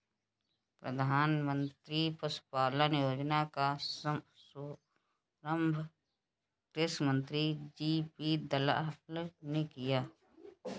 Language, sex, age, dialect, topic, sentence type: Hindi, female, 56-60, Kanauji Braj Bhasha, agriculture, statement